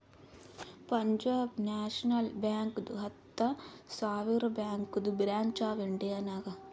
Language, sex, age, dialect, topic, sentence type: Kannada, female, 51-55, Northeastern, banking, statement